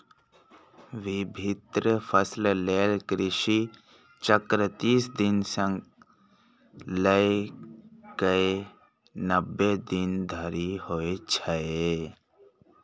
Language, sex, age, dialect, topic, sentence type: Maithili, male, 18-24, Eastern / Thethi, agriculture, statement